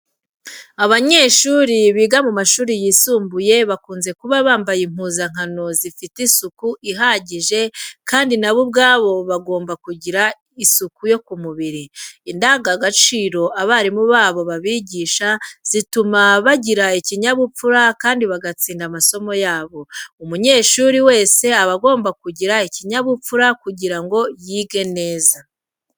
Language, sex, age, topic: Kinyarwanda, female, 25-35, education